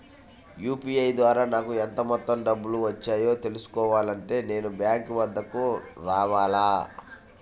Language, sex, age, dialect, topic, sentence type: Telugu, male, 25-30, Central/Coastal, banking, question